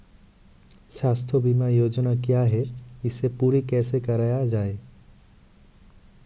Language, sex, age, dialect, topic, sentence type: Hindi, male, 18-24, Marwari Dhudhari, banking, question